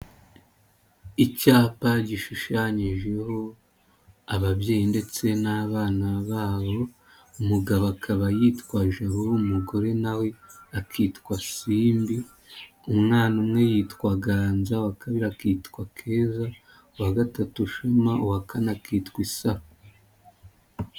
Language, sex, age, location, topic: Kinyarwanda, female, 25-35, Nyagatare, education